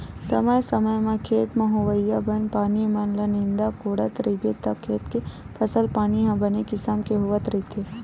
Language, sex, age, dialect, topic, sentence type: Chhattisgarhi, female, 18-24, Western/Budati/Khatahi, agriculture, statement